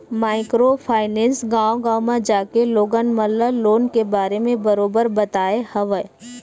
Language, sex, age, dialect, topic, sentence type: Chhattisgarhi, female, 25-30, Western/Budati/Khatahi, banking, statement